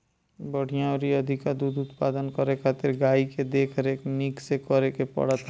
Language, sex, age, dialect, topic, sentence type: Bhojpuri, male, 25-30, Northern, agriculture, statement